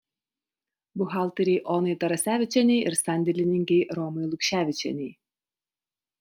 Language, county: Lithuanian, Utena